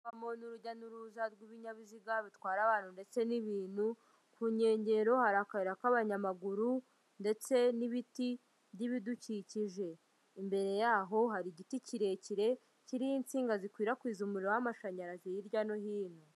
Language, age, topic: Kinyarwanda, 25-35, government